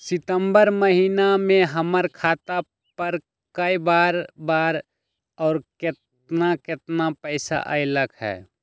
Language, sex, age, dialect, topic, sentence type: Magahi, male, 60-100, Western, banking, question